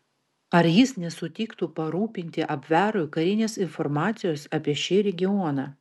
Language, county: Lithuanian, Vilnius